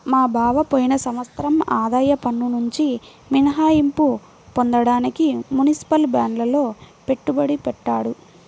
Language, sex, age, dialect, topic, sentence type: Telugu, female, 25-30, Central/Coastal, banking, statement